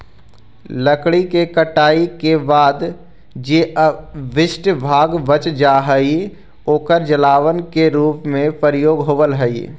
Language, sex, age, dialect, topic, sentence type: Magahi, male, 41-45, Central/Standard, banking, statement